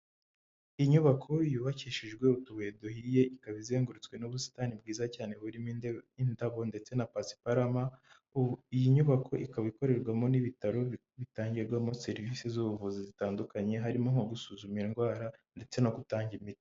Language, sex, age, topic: Kinyarwanda, female, 25-35, health